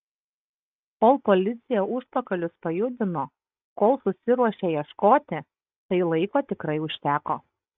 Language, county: Lithuanian, Kaunas